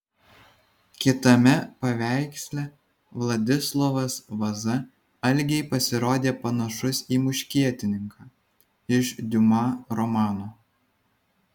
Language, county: Lithuanian, Vilnius